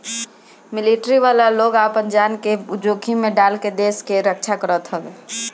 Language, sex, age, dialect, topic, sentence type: Bhojpuri, female, 31-35, Northern, banking, statement